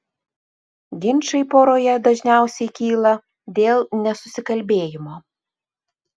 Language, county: Lithuanian, Utena